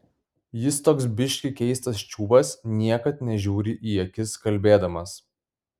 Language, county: Lithuanian, Kaunas